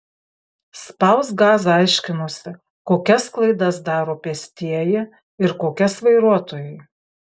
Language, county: Lithuanian, Kaunas